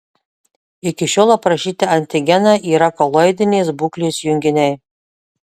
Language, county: Lithuanian, Marijampolė